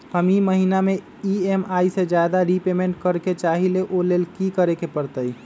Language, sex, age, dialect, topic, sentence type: Magahi, male, 25-30, Western, banking, question